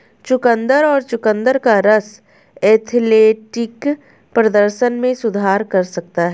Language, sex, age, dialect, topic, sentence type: Hindi, female, 31-35, Hindustani Malvi Khadi Boli, agriculture, statement